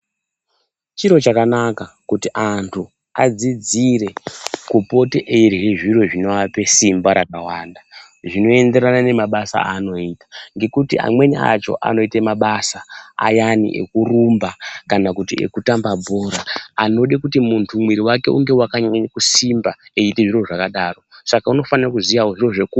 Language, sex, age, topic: Ndau, male, 25-35, health